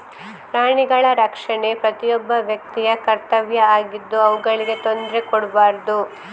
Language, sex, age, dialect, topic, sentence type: Kannada, female, 25-30, Coastal/Dakshin, agriculture, statement